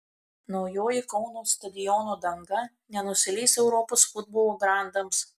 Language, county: Lithuanian, Kaunas